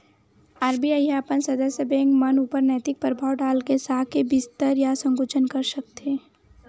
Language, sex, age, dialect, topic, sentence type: Chhattisgarhi, male, 18-24, Western/Budati/Khatahi, banking, statement